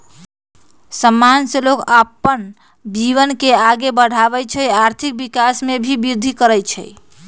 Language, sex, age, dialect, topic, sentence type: Magahi, female, 31-35, Western, banking, statement